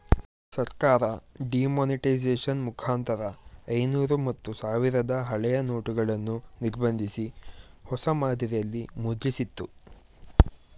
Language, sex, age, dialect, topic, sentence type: Kannada, male, 18-24, Mysore Kannada, banking, statement